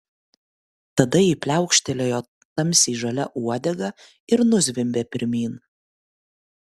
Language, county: Lithuanian, Kaunas